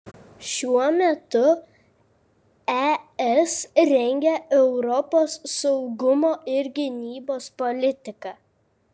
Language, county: Lithuanian, Kaunas